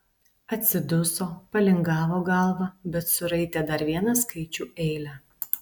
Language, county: Lithuanian, Alytus